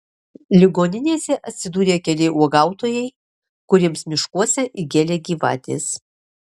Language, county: Lithuanian, Alytus